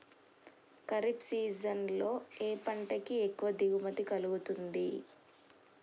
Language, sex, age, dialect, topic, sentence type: Telugu, female, 18-24, Telangana, agriculture, question